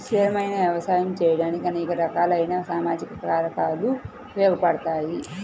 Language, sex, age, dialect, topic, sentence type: Telugu, female, 31-35, Central/Coastal, agriculture, statement